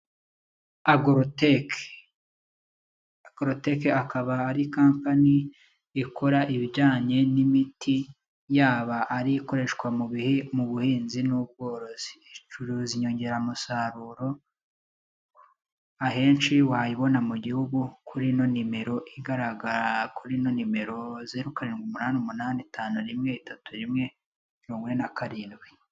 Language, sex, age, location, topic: Kinyarwanda, male, 25-35, Kigali, agriculture